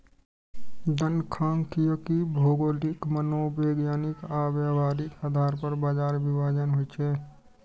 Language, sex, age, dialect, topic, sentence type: Maithili, male, 18-24, Eastern / Thethi, banking, statement